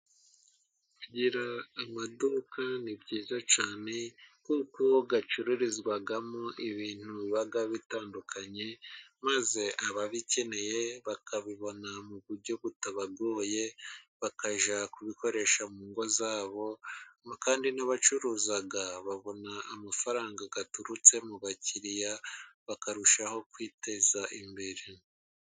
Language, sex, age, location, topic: Kinyarwanda, male, 50+, Musanze, finance